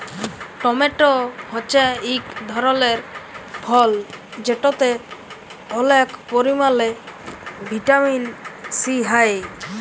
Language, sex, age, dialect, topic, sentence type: Bengali, male, 18-24, Jharkhandi, agriculture, statement